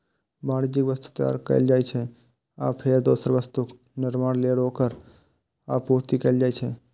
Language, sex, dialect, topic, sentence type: Maithili, male, Eastern / Thethi, banking, statement